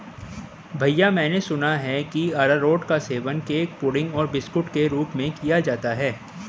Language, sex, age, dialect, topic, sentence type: Hindi, male, 18-24, Hindustani Malvi Khadi Boli, agriculture, statement